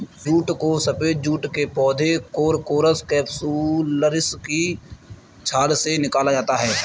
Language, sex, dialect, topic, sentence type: Hindi, male, Kanauji Braj Bhasha, agriculture, statement